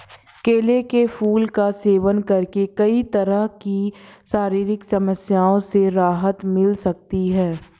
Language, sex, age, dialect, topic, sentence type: Hindi, female, 51-55, Hindustani Malvi Khadi Boli, agriculture, statement